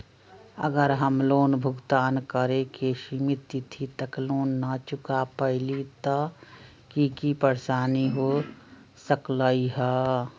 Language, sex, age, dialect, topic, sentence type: Magahi, female, 60-100, Western, banking, question